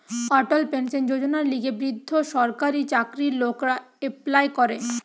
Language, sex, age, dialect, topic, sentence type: Bengali, female, 18-24, Western, banking, statement